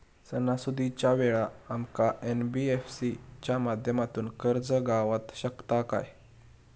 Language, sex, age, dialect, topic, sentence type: Marathi, male, 18-24, Southern Konkan, banking, question